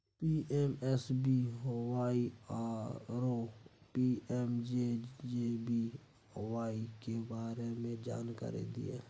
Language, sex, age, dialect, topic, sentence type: Maithili, male, 46-50, Bajjika, banking, question